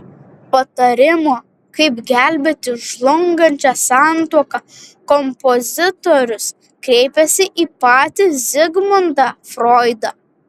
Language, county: Lithuanian, Vilnius